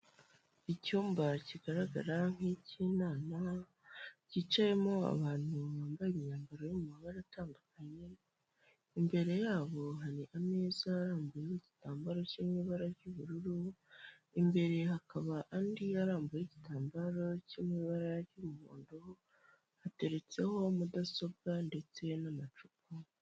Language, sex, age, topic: Kinyarwanda, female, 18-24, government